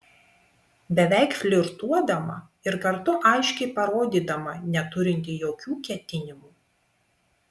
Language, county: Lithuanian, Vilnius